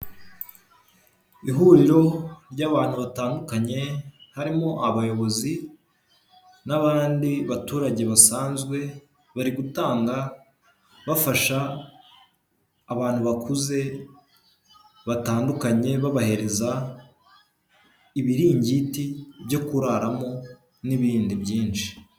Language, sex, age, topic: Kinyarwanda, male, 18-24, health